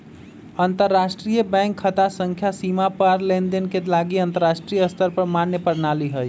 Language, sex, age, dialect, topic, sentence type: Magahi, male, 25-30, Western, banking, statement